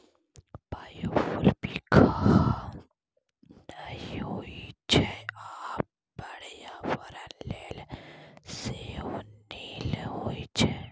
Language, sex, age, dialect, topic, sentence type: Maithili, male, 18-24, Bajjika, agriculture, statement